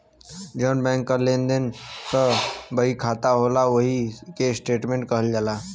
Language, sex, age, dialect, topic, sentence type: Bhojpuri, male, 18-24, Western, banking, statement